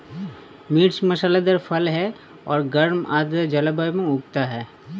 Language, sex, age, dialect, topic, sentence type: Hindi, male, 36-40, Awadhi Bundeli, agriculture, statement